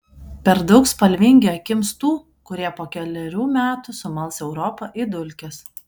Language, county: Lithuanian, Kaunas